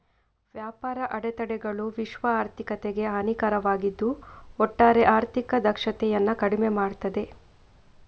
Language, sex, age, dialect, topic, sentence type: Kannada, female, 25-30, Coastal/Dakshin, banking, statement